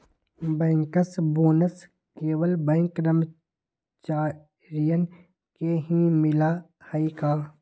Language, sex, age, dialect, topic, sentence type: Magahi, male, 18-24, Western, banking, statement